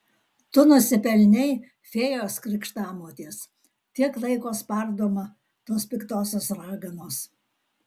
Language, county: Lithuanian, Alytus